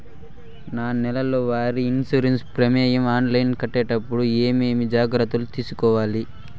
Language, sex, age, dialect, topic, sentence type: Telugu, male, 18-24, Southern, banking, question